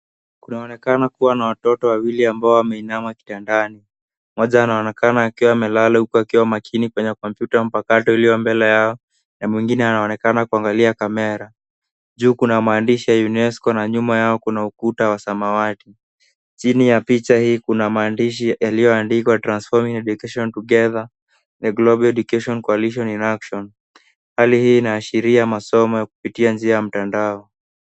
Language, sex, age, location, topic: Swahili, male, 18-24, Nairobi, education